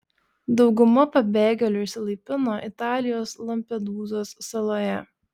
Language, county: Lithuanian, Šiauliai